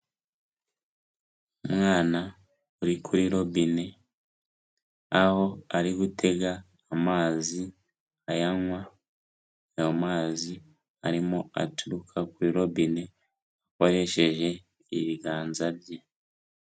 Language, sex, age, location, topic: Kinyarwanda, female, 18-24, Kigali, health